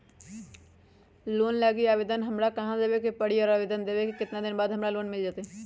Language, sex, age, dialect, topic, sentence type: Magahi, female, 31-35, Western, banking, question